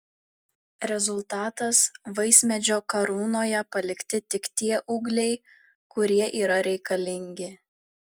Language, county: Lithuanian, Vilnius